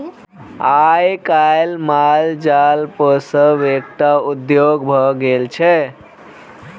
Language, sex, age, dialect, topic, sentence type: Maithili, male, 25-30, Bajjika, agriculture, statement